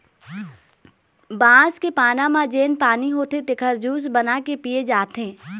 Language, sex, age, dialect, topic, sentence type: Chhattisgarhi, female, 18-24, Eastern, agriculture, statement